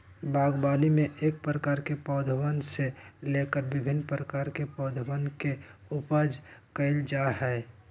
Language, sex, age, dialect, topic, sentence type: Magahi, male, 60-100, Western, agriculture, statement